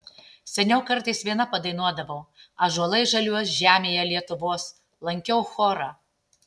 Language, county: Lithuanian, Tauragė